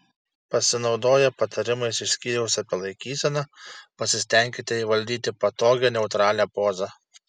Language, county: Lithuanian, Šiauliai